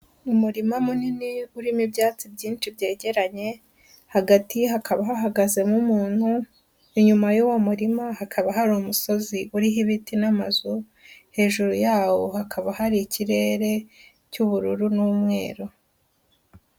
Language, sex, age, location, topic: Kinyarwanda, female, 18-24, Huye, agriculture